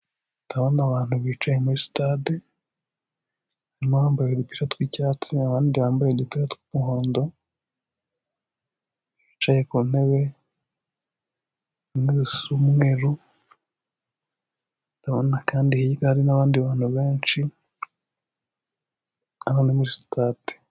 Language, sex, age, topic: Kinyarwanda, male, 18-24, government